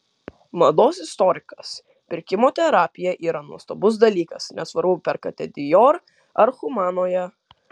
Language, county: Lithuanian, Kaunas